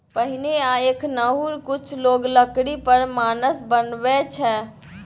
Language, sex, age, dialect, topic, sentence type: Maithili, female, 18-24, Bajjika, agriculture, statement